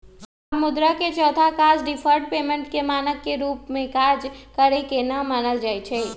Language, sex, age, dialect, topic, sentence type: Magahi, male, 25-30, Western, banking, statement